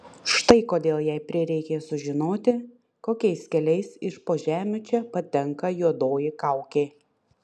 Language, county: Lithuanian, Panevėžys